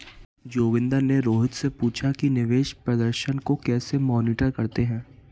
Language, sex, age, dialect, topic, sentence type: Hindi, male, 25-30, Marwari Dhudhari, banking, statement